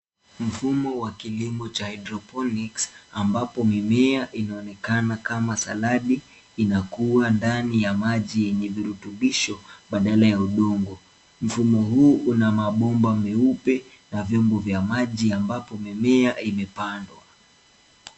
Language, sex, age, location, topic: Swahili, male, 18-24, Nairobi, agriculture